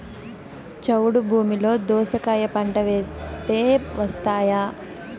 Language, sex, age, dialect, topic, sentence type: Telugu, female, 18-24, Southern, agriculture, question